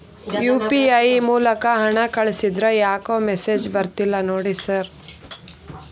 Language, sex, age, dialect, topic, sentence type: Kannada, female, 31-35, Dharwad Kannada, banking, question